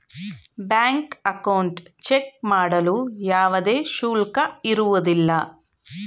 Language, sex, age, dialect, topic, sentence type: Kannada, female, 41-45, Mysore Kannada, banking, statement